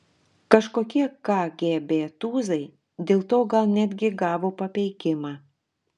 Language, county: Lithuanian, Telšiai